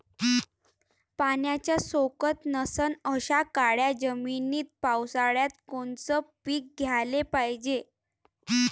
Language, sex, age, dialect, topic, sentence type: Marathi, female, 18-24, Varhadi, agriculture, question